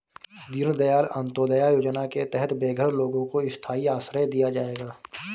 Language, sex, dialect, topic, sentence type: Hindi, male, Awadhi Bundeli, banking, statement